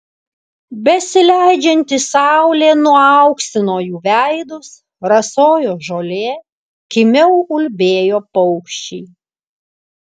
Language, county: Lithuanian, Alytus